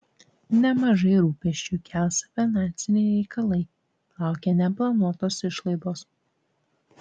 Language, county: Lithuanian, Tauragė